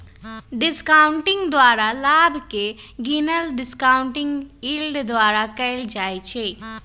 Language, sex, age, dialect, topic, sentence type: Magahi, male, 25-30, Western, banking, statement